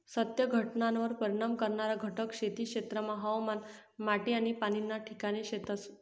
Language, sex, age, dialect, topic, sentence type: Marathi, female, 60-100, Northern Konkan, agriculture, statement